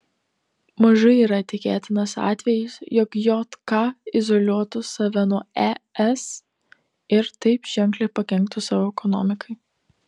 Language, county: Lithuanian, Telšiai